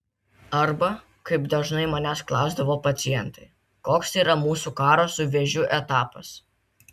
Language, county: Lithuanian, Vilnius